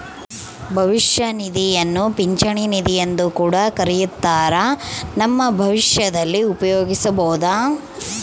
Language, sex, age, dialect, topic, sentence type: Kannada, female, 36-40, Central, banking, statement